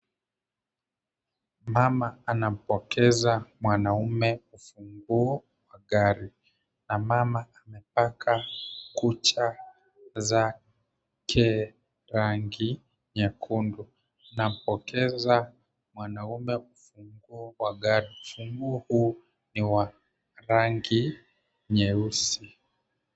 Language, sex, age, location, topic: Swahili, male, 25-35, Kisumu, finance